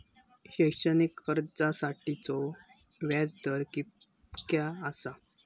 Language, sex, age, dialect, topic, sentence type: Marathi, male, 18-24, Southern Konkan, banking, statement